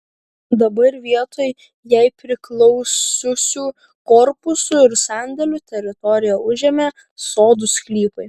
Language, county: Lithuanian, Kaunas